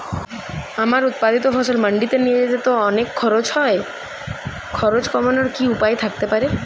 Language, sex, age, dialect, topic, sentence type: Bengali, male, 25-30, Standard Colloquial, agriculture, question